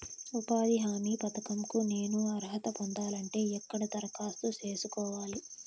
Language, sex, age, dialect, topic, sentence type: Telugu, female, 18-24, Southern, banking, question